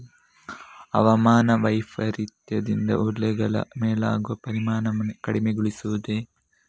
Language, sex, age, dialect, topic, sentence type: Kannada, male, 36-40, Coastal/Dakshin, agriculture, question